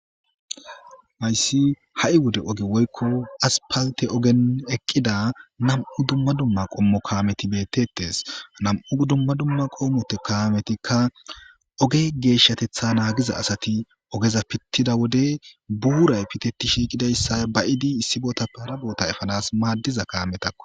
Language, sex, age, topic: Gamo, male, 18-24, government